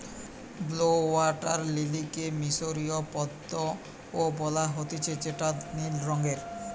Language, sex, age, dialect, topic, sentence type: Bengali, male, 18-24, Western, agriculture, statement